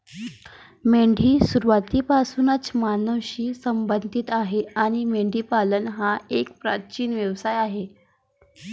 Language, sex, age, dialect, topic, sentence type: Marathi, female, 31-35, Varhadi, agriculture, statement